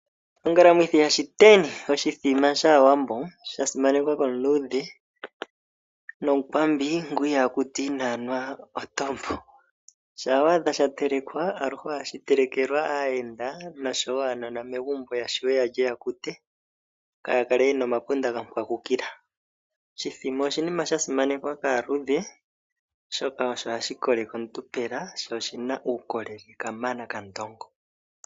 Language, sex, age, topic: Oshiwambo, male, 25-35, agriculture